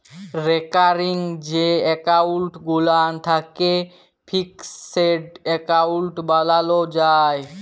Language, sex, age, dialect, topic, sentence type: Bengali, male, 18-24, Jharkhandi, banking, statement